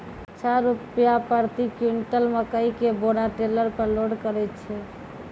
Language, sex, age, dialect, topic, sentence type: Maithili, female, 25-30, Angika, agriculture, question